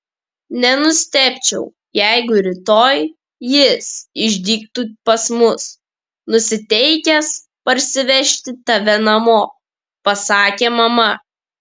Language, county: Lithuanian, Kaunas